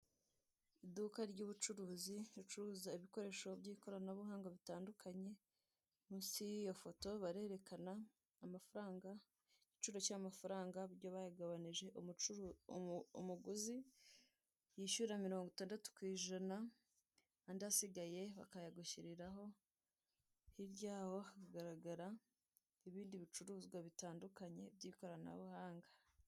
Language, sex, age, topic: Kinyarwanda, female, 18-24, finance